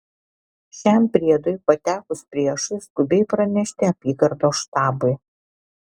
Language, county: Lithuanian, Alytus